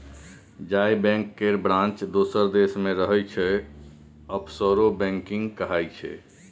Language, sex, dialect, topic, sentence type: Maithili, male, Bajjika, banking, statement